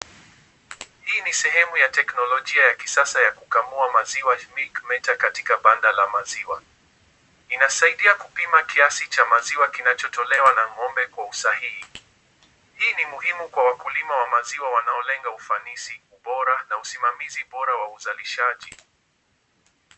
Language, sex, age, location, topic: Swahili, male, 18-24, Kisumu, agriculture